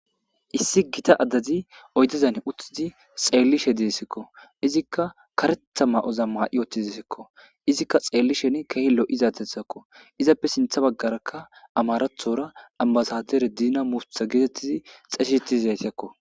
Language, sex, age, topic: Gamo, male, 25-35, government